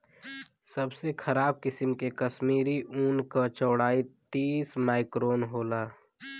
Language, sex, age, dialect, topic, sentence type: Bhojpuri, male, <18, Western, agriculture, statement